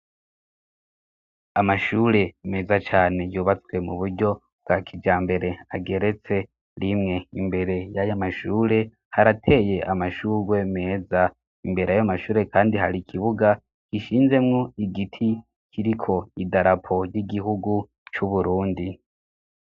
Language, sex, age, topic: Rundi, male, 18-24, education